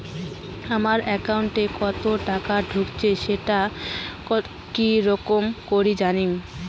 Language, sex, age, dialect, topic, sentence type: Bengali, female, 18-24, Rajbangshi, banking, question